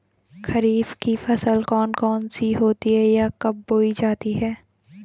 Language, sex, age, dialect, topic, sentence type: Hindi, female, 18-24, Garhwali, agriculture, question